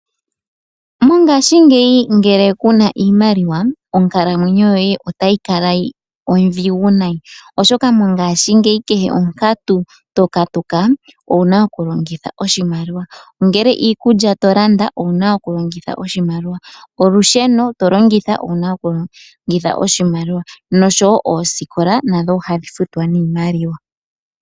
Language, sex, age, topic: Oshiwambo, female, 25-35, finance